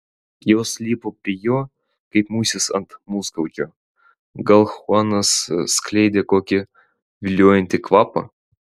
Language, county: Lithuanian, Vilnius